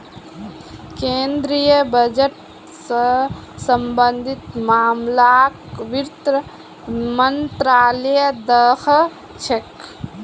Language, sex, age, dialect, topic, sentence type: Magahi, female, 25-30, Northeastern/Surjapuri, banking, statement